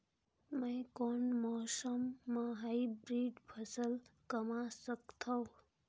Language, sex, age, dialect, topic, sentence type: Chhattisgarhi, female, 31-35, Northern/Bhandar, agriculture, question